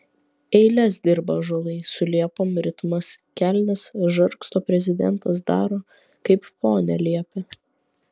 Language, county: Lithuanian, Vilnius